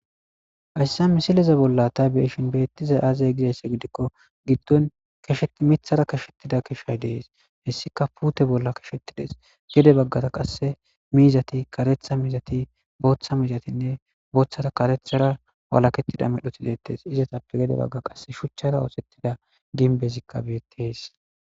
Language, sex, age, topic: Gamo, male, 18-24, agriculture